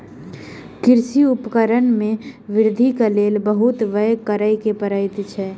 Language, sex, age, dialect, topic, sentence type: Maithili, female, 18-24, Southern/Standard, agriculture, statement